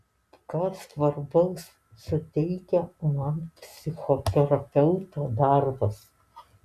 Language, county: Lithuanian, Alytus